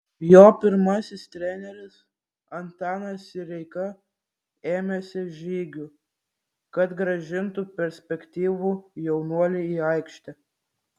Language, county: Lithuanian, Vilnius